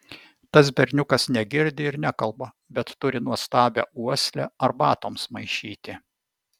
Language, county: Lithuanian, Vilnius